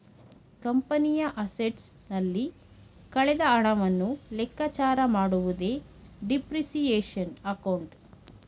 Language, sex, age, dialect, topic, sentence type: Kannada, female, 31-35, Mysore Kannada, banking, statement